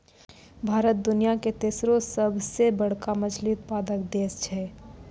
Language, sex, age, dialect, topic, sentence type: Maithili, female, 18-24, Angika, agriculture, statement